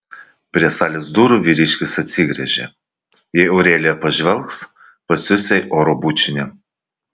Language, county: Lithuanian, Vilnius